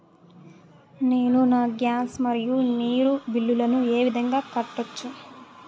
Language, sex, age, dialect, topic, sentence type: Telugu, male, 18-24, Southern, banking, question